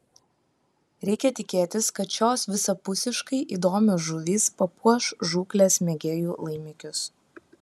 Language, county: Lithuanian, Kaunas